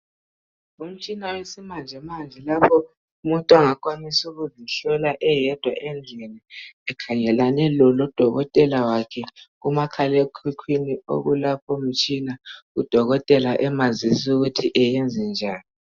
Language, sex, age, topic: North Ndebele, male, 18-24, health